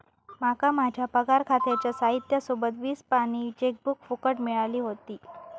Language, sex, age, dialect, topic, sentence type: Marathi, female, 31-35, Southern Konkan, banking, statement